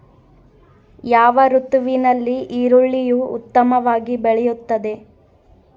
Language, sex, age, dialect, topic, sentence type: Kannada, female, 18-24, Central, agriculture, question